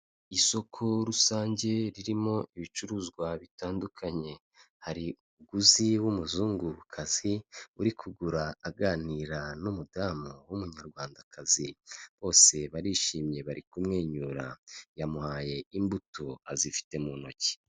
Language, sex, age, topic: Kinyarwanda, male, 25-35, finance